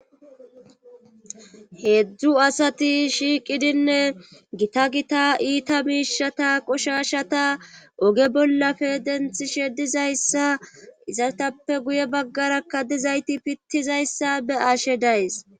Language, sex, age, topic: Gamo, female, 25-35, government